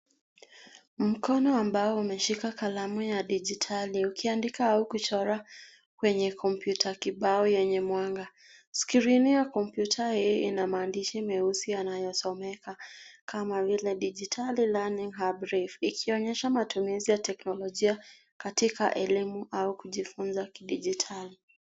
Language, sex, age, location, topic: Swahili, female, 25-35, Nairobi, education